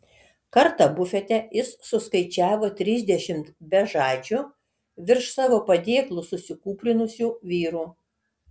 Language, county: Lithuanian, Kaunas